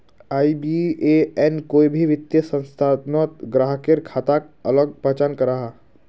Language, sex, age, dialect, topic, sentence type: Magahi, male, 51-55, Northeastern/Surjapuri, banking, statement